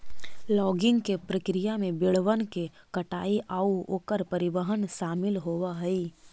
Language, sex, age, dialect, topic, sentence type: Magahi, female, 18-24, Central/Standard, agriculture, statement